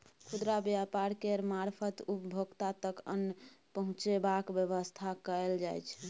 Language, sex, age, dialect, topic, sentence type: Maithili, female, 18-24, Bajjika, agriculture, statement